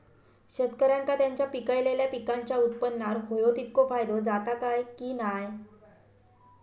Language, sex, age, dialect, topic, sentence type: Marathi, female, 18-24, Southern Konkan, agriculture, question